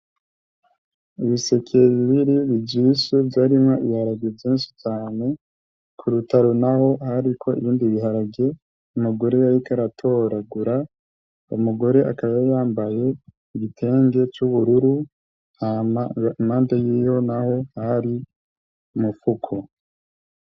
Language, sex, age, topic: Rundi, male, 25-35, agriculture